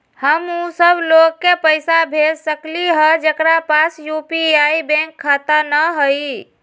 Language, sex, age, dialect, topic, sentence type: Magahi, female, 25-30, Western, banking, question